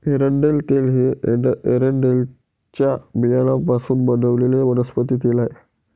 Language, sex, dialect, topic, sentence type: Marathi, male, Northern Konkan, agriculture, statement